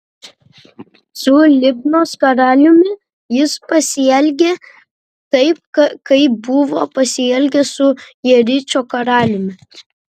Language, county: Lithuanian, Vilnius